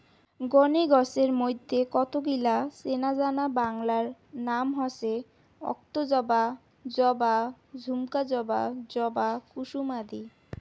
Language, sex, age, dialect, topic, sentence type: Bengali, female, 18-24, Rajbangshi, agriculture, statement